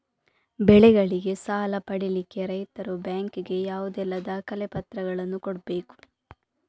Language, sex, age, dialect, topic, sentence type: Kannada, female, 25-30, Coastal/Dakshin, agriculture, question